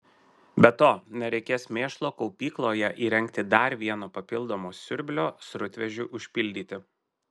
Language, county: Lithuanian, Marijampolė